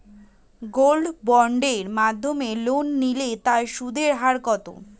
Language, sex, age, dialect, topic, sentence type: Bengali, female, 18-24, Standard Colloquial, banking, question